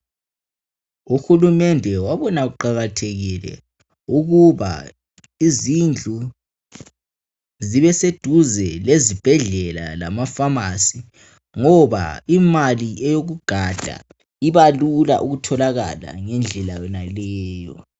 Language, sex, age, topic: North Ndebele, male, 18-24, health